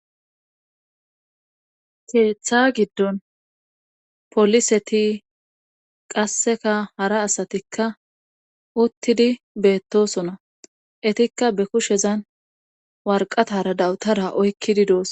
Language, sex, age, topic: Gamo, female, 25-35, government